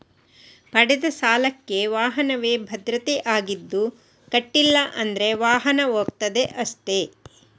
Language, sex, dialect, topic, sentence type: Kannada, female, Coastal/Dakshin, banking, statement